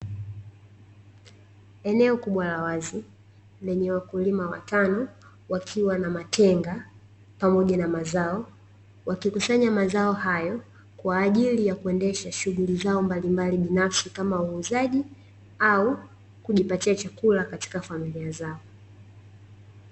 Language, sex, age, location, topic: Swahili, female, 18-24, Dar es Salaam, agriculture